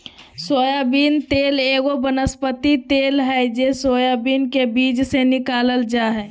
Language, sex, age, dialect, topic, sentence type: Magahi, female, 18-24, Southern, agriculture, statement